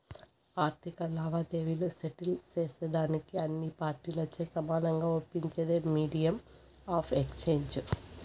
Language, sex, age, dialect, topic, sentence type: Telugu, male, 25-30, Southern, banking, statement